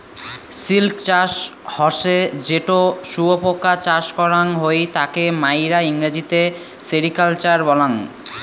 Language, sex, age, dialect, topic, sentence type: Bengali, male, 18-24, Rajbangshi, agriculture, statement